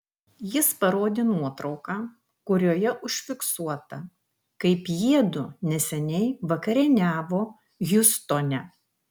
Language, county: Lithuanian, Kaunas